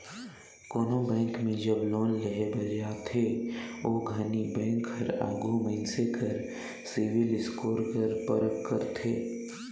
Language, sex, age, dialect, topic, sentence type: Chhattisgarhi, male, 18-24, Northern/Bhandar, banking, statement